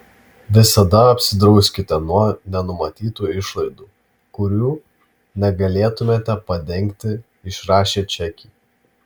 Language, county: Lithuanian, Vilnius